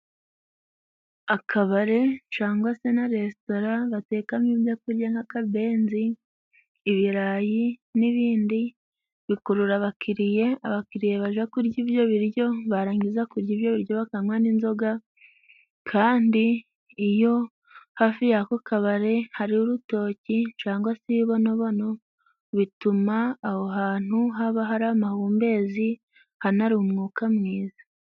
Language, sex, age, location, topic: Kinyarwanda, female, 18-24, Musanze, finance